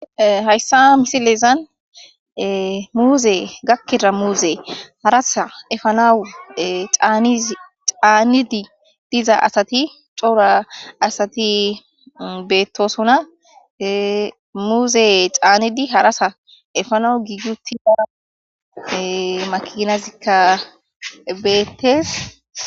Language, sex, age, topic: Gamo, male, 18-24, agriculture